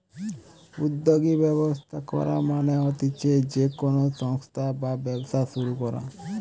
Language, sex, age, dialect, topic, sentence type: Bengali, male, 18-24, Western, banking, statement